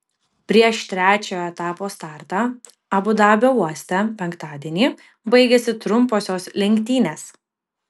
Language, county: Lithuanian, Kaunas